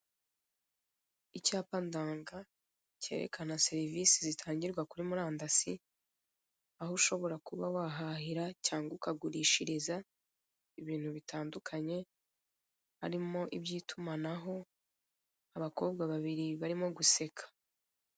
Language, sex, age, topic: Kinyarwanda, female, 25-35, finance